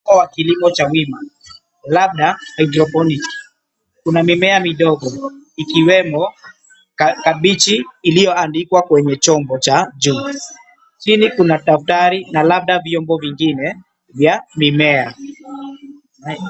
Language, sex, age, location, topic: Swahili, male, 25-35, Nairobi, agriculture